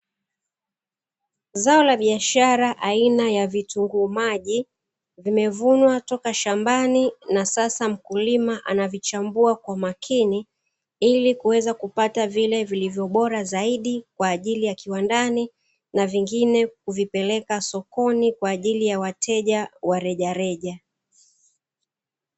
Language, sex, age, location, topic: Swahili, female, 36-49, Dar es Salaam, agriculture